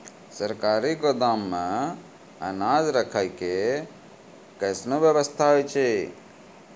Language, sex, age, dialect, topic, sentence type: Maithili, male, 41-45, Angika, agriculture, question